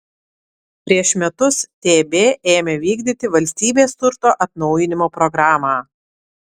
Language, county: Lithuanian, Vilnius